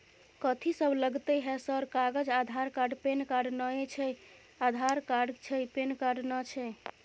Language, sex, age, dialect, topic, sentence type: Maithili, female, 31-35, Bajjika, banking, question